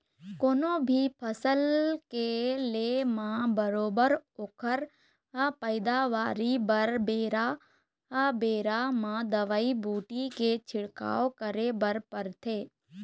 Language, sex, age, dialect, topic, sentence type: Chhattisgarhi, female, 51-55, Eastern, agriculture, statement